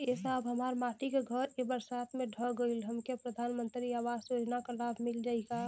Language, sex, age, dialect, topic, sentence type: Bhojpuri, female, 18-24, Western, banking, question